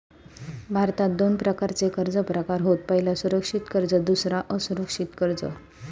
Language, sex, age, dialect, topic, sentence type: Marathi, female, 31-35, Southern Konkan, banking, statement